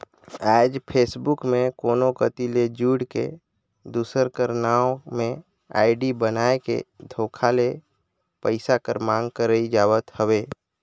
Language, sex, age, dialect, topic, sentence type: Chhattisgarhi, male, 25-30, Northern/Bhandar, banking, statement